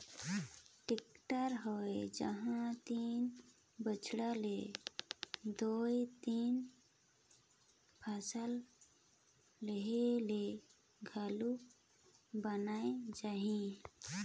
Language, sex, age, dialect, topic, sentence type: Chhattisgarhi, female, 25-30, Northern/Bhandar, banking, statement